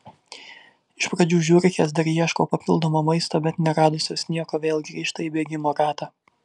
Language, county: Lithuanian, Vilnius